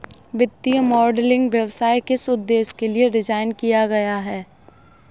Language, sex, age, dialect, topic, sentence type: Hindi, female, 18-24, Kanauji Braj Bhasha, banking, statement